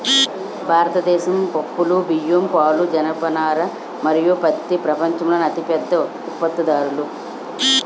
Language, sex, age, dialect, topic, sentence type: Telugu, female, 25-30, Utterandhra, agriculture, statement